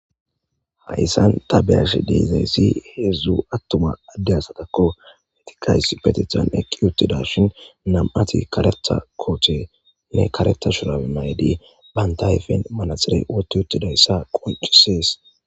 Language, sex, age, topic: Gamo, male, 18-24, government